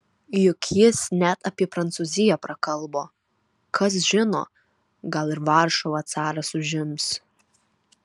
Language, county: Lithuanian, Alytus